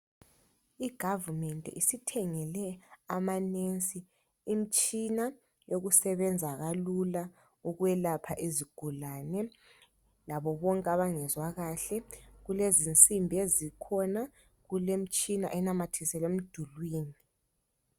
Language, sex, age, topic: North Ndebele, female, 25-35, health